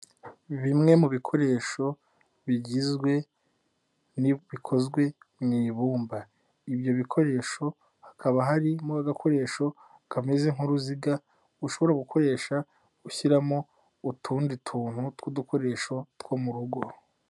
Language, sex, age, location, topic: Kinyarwanda, male, 18-24, Nyagatare, education